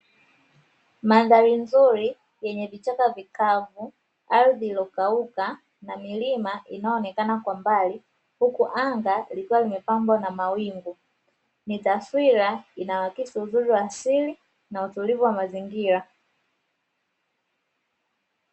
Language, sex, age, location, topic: Swahili, female, 18-24, Dar es Salaam, agriculture